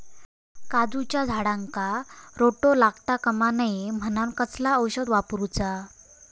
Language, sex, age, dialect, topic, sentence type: Marathi, female, 18-24, Southern Konkan, agriculture, question